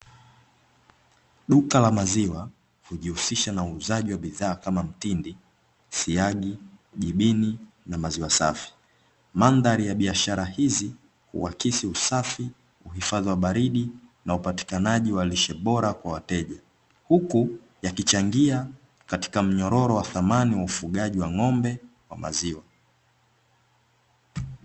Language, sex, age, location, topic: Swahili, male, 18-24, Dar es Salaam, finance